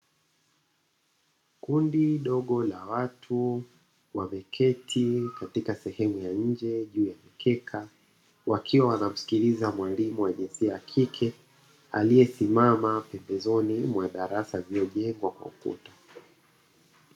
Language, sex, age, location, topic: Swahili, male, 25-35, Dar es Salaam, education